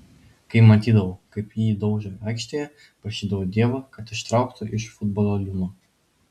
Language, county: Lithuanian, Vilnius